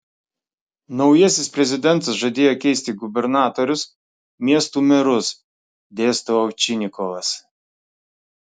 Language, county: Lithuanian, Klaipėda